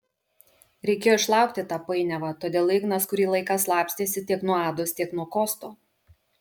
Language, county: Lithuanian, Kaunas